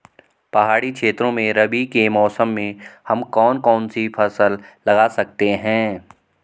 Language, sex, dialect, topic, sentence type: Hindi, male, Garhwali, agriculture, question